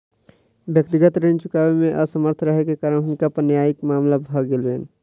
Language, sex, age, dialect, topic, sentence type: Maithili, male, 60-100, Southern/Standard, banking, statement